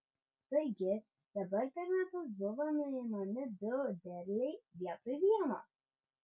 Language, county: Lithuanian, Vilnius